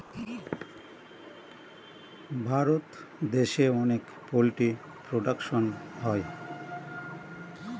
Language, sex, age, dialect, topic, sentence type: Bengali, male, 46-50, Northern/Varendri, agriculture, statement